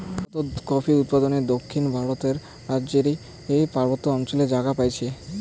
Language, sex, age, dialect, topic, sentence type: Bengali, male, 18-24, Rajbangshi, agriculture, statement